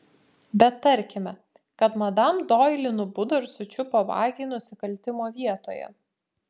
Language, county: Lithuanian, Panevėžys